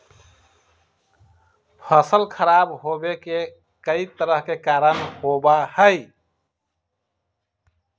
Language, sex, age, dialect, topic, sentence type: Magahi, male, 56-60, Western, agriculture, statement